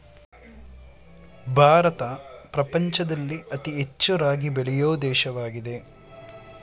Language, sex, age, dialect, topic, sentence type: Kannada, male, 18-24, Mysore Kannada, agriculture, statement